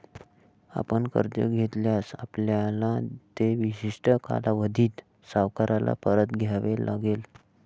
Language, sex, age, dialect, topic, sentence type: Marathi, male, 18-24, Varhadi, banking, statement